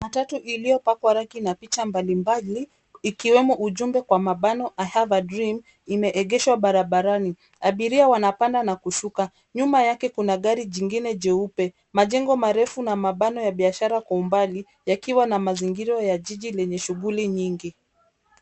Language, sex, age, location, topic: Swahili, female, 25-35, Nairobi, government